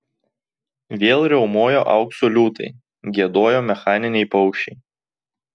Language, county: Lithuanian, Tauragė